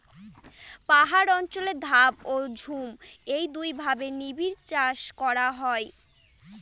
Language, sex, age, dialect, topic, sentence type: Bengali, female, 60-100, Northern/Varendri, agriculture, statement